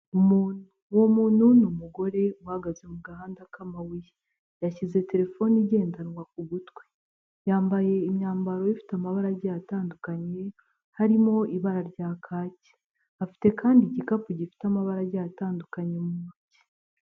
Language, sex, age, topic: Kinyarwanda, female, 18-24, government